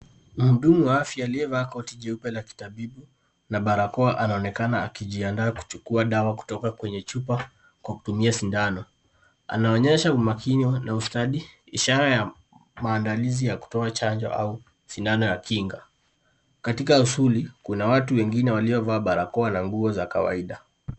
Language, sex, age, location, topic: Swahili, male, 25-35, Kisii, health